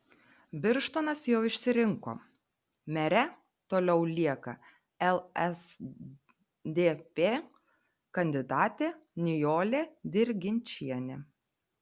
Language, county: Lithuanian, Telšiai